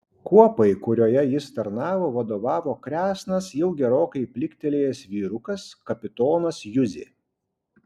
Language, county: Lithuanian, Kaunas